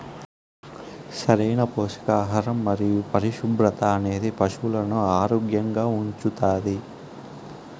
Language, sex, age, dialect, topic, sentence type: Telugu, male, 25-30, Southern, agriculture, statement